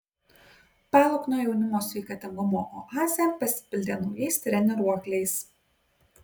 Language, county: Lithuanian, Kaunas